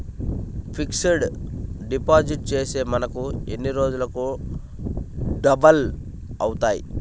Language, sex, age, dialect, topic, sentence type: Telugu, male, 25-30, Central/Coastal, banking, question